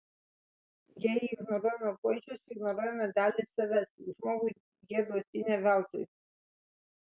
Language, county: Lithuanian, Vilnius